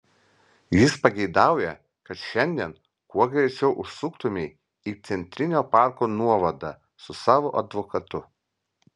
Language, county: Lithuanian, Vilnius